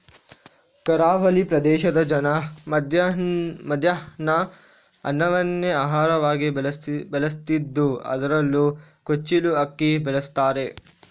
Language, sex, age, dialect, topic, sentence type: Kannada, male, 46-50, Coastal/Dakshin, agriculture, statement